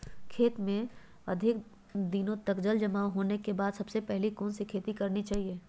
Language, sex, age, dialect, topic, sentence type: Magahi, female, 18-24, Western, agriculture, question